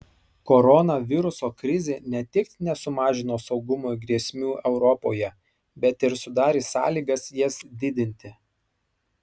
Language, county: Lithuanian, Marijampolė